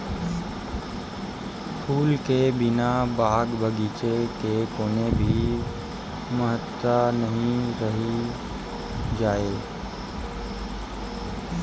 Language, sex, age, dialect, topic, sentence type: Chhattisgarhi, male, 18-24, Western/Budati/Khatahi, agriculture, statement